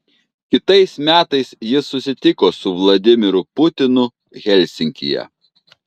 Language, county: Lithuanian, Kaunas